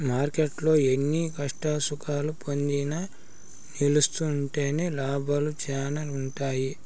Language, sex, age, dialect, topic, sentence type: Telugu, male, 56-60, Southern, banking, statement